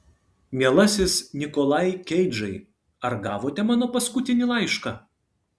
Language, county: Lithuanian, Kaunas